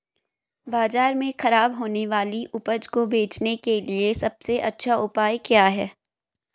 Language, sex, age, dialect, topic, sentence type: Hindi, female, 18-24, Hindustani Malvi Khadi Boli, agriculture, statement